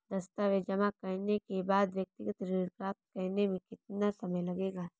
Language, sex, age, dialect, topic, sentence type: Hindi, female, 18-24, Marwari Dhudhari, banking, question